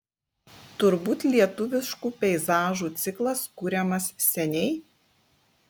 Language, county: Lithuanian, Klaipėda